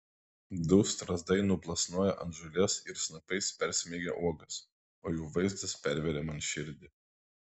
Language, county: Lithuanian, Vilnius